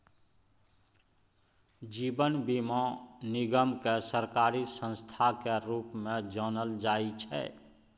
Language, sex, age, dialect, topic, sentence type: Maithili, male, 46-50, Bajjika, banking, statement